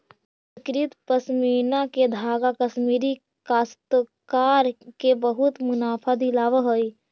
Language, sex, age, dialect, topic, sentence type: Magahi, female, 18-24, Central/Standard, banking, statement